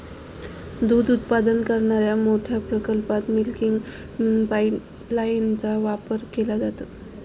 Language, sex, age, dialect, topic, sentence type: Marathi, female, 25-30, Standard Marathi, agriculture, statement